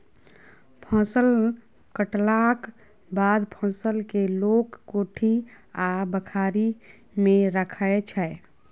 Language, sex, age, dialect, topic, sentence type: Maithili, female, 18-24, Bajjika, agriculture, statement